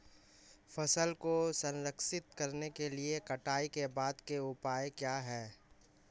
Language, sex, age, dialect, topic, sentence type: Hindi, male, 25-30, Marwari Dhudhari, agriculture, question